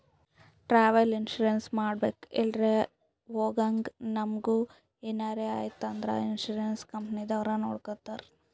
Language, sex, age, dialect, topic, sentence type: Kannada, female, 41-45, Northeastern, banking, statement